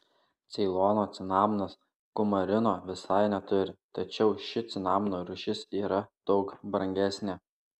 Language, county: Lithuanian, Klaipėda